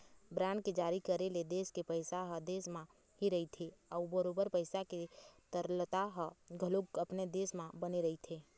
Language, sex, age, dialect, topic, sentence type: Chhattisgarhi, female, 18-24, Eastern, banking, statement